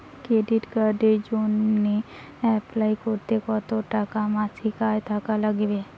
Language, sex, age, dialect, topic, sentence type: Bengali, female, 18-24, Rajbangshi, banking, question